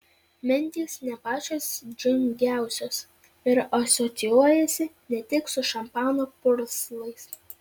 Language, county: Lithuanian, Vilnius